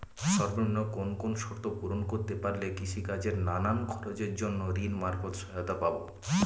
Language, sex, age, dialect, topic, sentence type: Bengali, male, 18-24, Northern/Varendri, banking, question